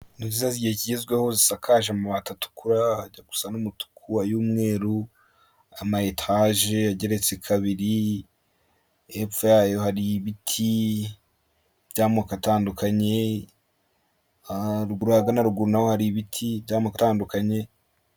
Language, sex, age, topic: Kinyarwanda, male, 18-24, government